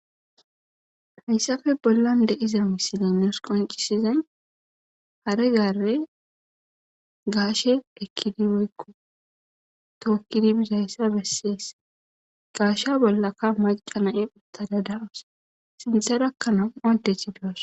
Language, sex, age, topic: Gamo, female, 18-24, government